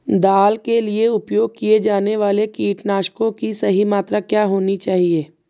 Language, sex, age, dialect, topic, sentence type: Hindi, female, 18-24, Marwari Dhudhari, agriculture, question